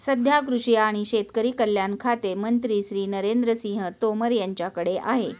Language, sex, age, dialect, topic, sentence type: Marathi, female, 41-45, Standard Marathi, agriculture, statement